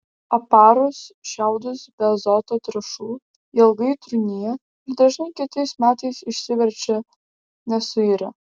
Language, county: Lithuanian, Vilnius